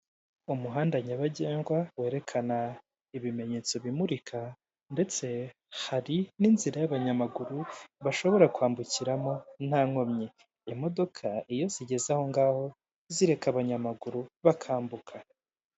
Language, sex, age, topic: Kinyarwanda, male, 18-24, government